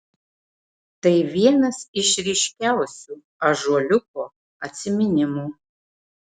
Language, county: Lithuanian, Marijampolė